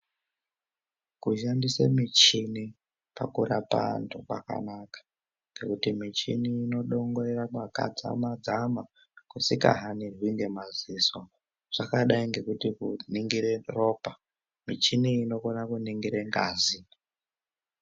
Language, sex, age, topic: Ndau, male, 18-24, health